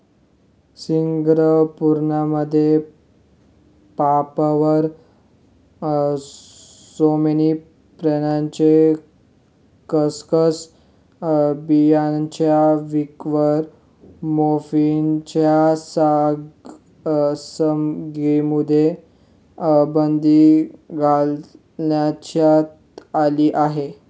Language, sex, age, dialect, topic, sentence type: Marathi, male, 18-24, Northern Konkan, agriculture, statement